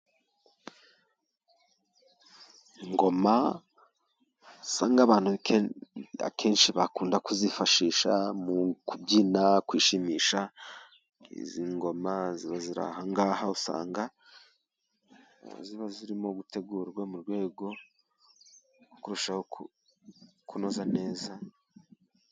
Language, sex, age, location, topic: Kinyarwanda, male, 36-49, Musanze, government